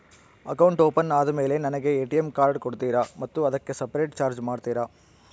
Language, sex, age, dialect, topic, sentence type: Kannada, male, 46-50, Central, banking, question